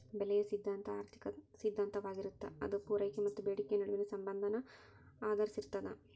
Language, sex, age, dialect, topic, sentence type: Kannada, female, 18-24, Dharwad Kannada, banking, statement